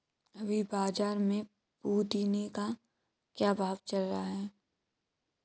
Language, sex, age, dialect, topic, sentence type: Hindi, male, 18-24, Kanauji Braj Bhasha, agriculture, statement